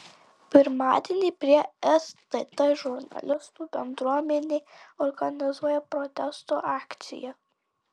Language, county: Lithuanian, Tauragė